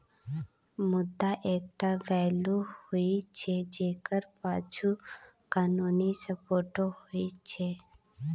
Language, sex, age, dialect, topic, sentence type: Maithili, female, 25-30, Bajjika, banking, statement